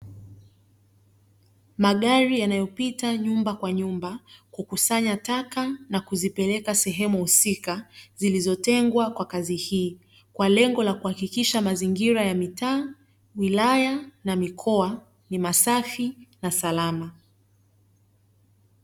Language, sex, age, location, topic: Swahili, female, 25-35, Dar es Salaam, government